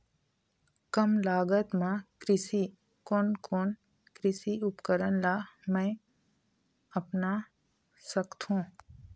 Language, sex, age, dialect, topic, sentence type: Chhattisgarhi, female, 25-30, Eastern, agriculture, question